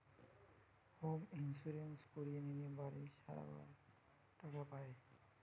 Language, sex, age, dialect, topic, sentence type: Bengali, male, 18-24, Western, banking, statement